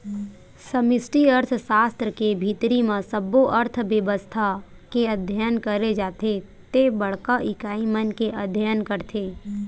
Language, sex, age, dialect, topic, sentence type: Chhattisgarhi, female, 18-24, Western/Budati/Khatahi, banking, statement